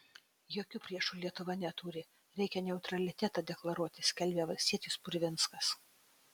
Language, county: Lithuanian, Utena